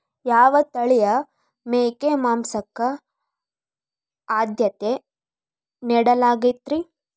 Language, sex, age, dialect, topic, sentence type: Kannada, female, 18-24, Dharwad Kannada, agriculture, statement